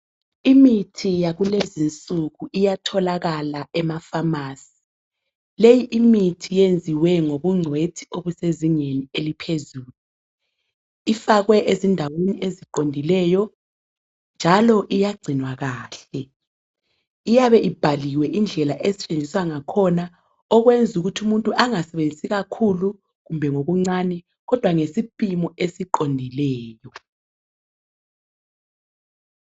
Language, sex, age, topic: North Ndebele, female, 25-35, health